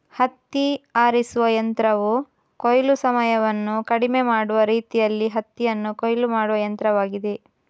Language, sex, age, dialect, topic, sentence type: Kannada, female, 25-30, Coastal/Dakshin, agriculture, statement